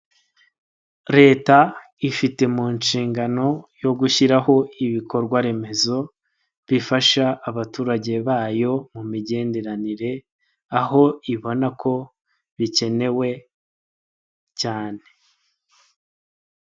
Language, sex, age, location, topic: Kinyarwanda, male, 25-35, Nyagatare, government